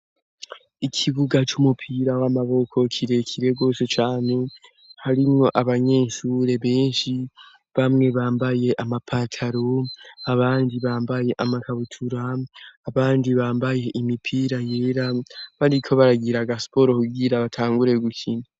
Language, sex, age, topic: Rundi, male, 18-24, education